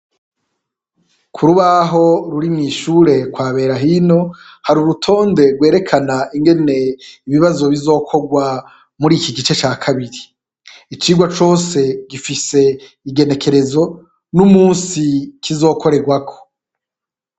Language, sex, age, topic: Rundi, male, 36-49, education